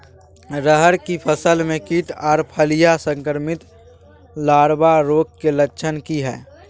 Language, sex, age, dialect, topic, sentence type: Maithili, male, 18-24, Bajjika, agriculture, question